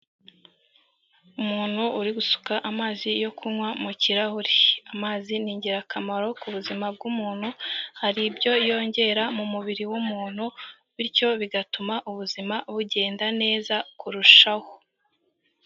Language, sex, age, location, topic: Kinyarwanda, female, 18-24, Huye, health